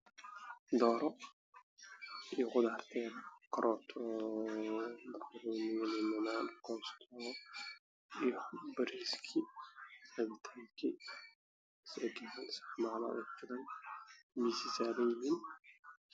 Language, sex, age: Somali, male, 18-24